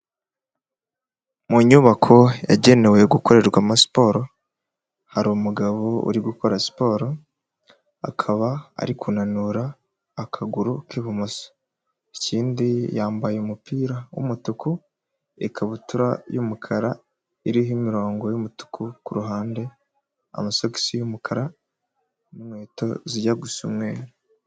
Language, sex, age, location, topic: Kinyarwanda, male, 18-24, Huye, health